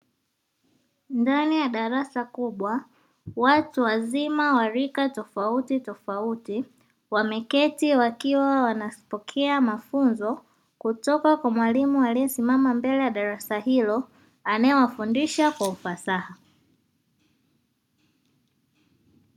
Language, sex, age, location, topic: Swahili, female, 18-24, Dar es Salaam, education